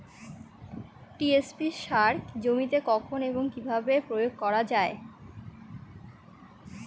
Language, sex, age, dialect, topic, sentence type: Bengali, female, 18-24, Rajbangshi, agriculture, question